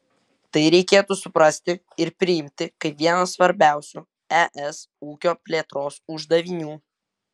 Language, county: Lithuanian, Vilnius